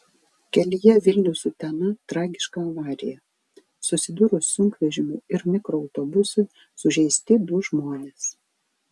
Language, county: Lithuanian, Vilnius